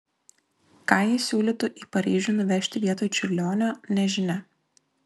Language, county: Lithuanian, Klaipėda